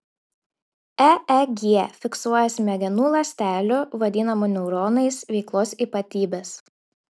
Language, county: Lithuanian, Šiauliai